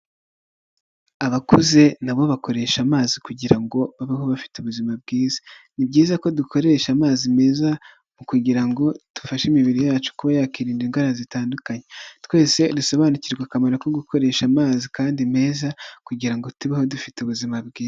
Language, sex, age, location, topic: Kinyarwanda, male, 25-35, Huye, health